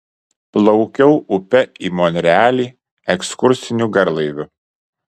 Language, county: Lithuanian, Kaunas